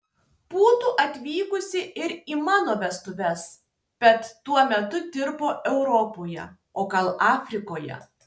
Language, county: Lithuanian, Tauragė